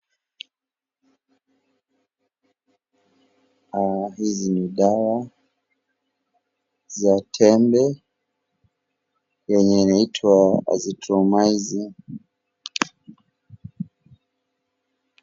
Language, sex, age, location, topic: Swahili, male, 25-35, Wajir, health